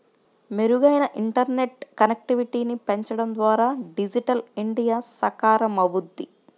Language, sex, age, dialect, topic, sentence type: Telugu, male, 25-30, Central/Coastal, banking, statement